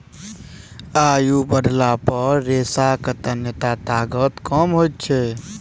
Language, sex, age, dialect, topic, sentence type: Maithili, male, 18-24, Southern/Standard, agriculture, statement